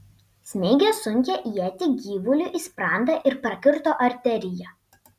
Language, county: Lithuanian, Panevėžys